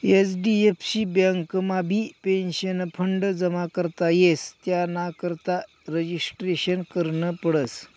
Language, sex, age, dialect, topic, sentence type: Marathi, male, 51-55, Northern Konkan, banking, statement